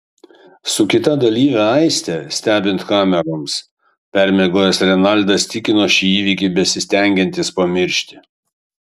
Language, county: Lithuanian, Kaunas